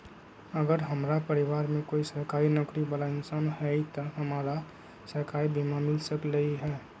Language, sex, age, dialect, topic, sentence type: Magahi, male, 25-30, Western, agriculture, question